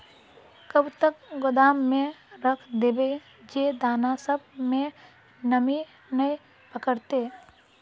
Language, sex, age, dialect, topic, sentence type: Magahi, female, 25-30, Northeastern/Surjapuri, agriculture, question